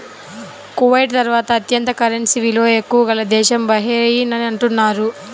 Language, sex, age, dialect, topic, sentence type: Telugu, female, 25-30, Central/Coastal, banking, statement